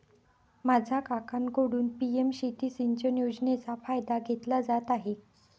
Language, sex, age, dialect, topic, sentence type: Marathi, female, 60-100, Northern Konkan, agriculture, statement